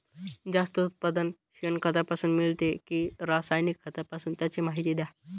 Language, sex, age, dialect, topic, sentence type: Marathi, male, 18-24, Northern Konkan, agriculture, question